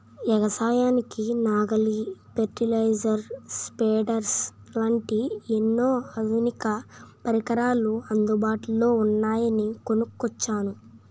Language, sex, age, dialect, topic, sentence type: Telugu, male, 25-30, Utterandhra, agriculture, statement